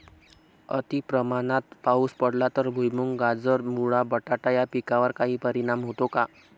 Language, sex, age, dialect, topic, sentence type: Marathi, male, 18-24, Northern Konkan, agriculture, question